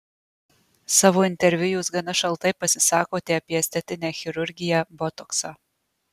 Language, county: Lithuanian, Marijampolė